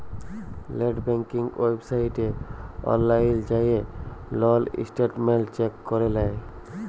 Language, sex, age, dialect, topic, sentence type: Bengali, female, 31-35, Jharkhandi, banking, statement